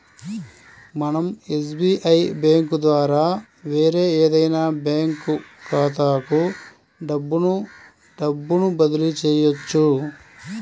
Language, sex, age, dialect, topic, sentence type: Telugu, male, 41-45, Central/Coastal, banking, statement